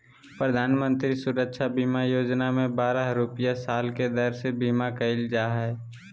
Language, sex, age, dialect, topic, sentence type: Magahi, male, 18-24, Southern, banking, statement